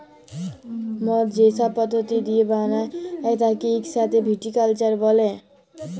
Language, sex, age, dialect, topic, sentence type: Bengali, female, 18-24, Jharkhandi, agriculture, statement